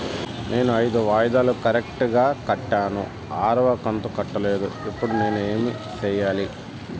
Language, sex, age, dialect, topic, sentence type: Telugu, male, 31-35, Southern, banking, question